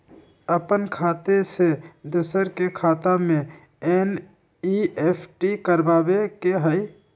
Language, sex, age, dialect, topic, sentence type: Magahi, male, 60-100, Western, banking, question